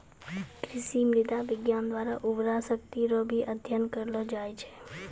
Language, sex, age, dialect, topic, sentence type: Maithili, female, 18-24, Angika, agriculture, statement